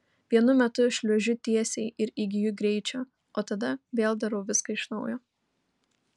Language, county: Lithuanian, Kaunas